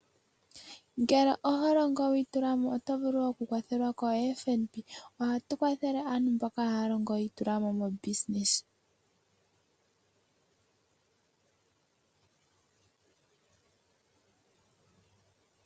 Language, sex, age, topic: Oshiwambo, female, 18-24, finance